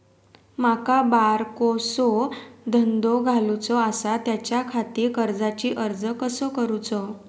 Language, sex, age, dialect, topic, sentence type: Marathi, female, 18-24, Southern Konkan, banking, question